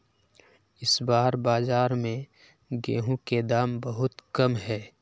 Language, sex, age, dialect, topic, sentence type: Magahi, male, 31-35, Northeastern/Surjapuri, agriculture, question